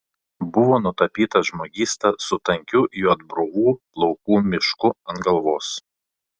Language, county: Lithuanian, Panevėžys